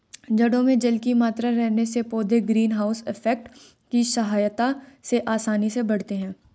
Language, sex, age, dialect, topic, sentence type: Hindi, female, 18-24, Hindustani Malvi Khadi Boli, agriculture, statement